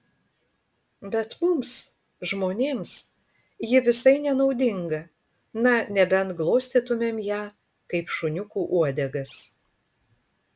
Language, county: Lithuanian, Panevėžys